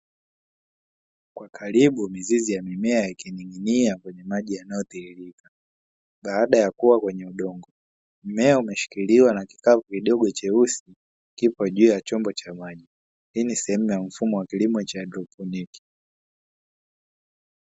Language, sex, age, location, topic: Swahili, male, 18-24, Dar es Salaam, agriculture